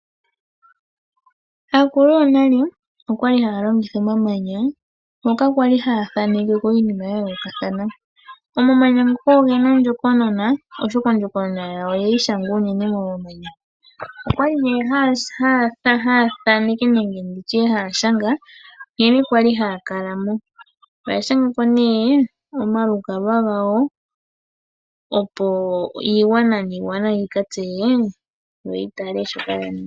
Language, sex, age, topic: Oshiwambo, male, 25-35, agriculture